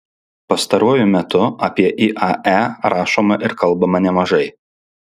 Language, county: Lithuanian, Alytus